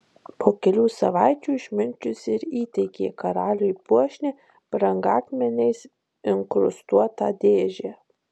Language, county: Lithuanian, Marijampolė